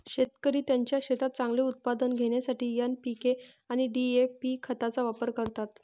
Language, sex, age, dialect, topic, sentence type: Marathi, female, 25-30, Varhadi, agriculture, statement